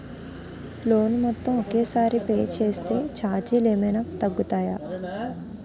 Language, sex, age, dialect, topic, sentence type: Telugu, female, 18-24, Utterandhra, banking, question